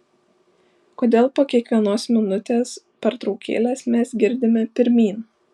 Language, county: Lithuanian, Šiauliai